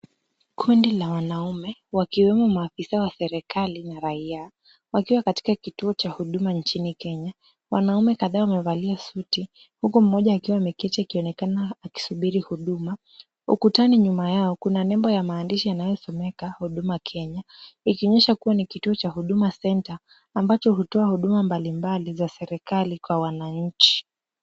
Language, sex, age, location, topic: Swahili, female, 25-35, Kisumu, government